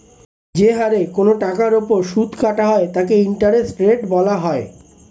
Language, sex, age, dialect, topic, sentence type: Bengali, male, 25-30, Standard Colloquial, banking, statement